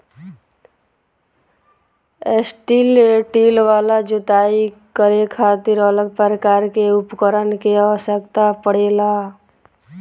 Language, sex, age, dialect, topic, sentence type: Bhojpuri, female, 18-24, Southern / Standard, agriculture, statement